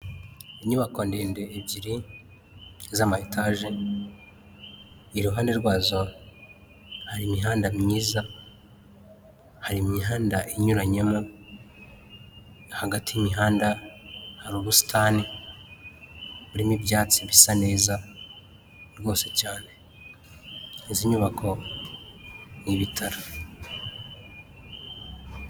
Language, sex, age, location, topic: Kinyarwanda, male, 36-49, Huye, health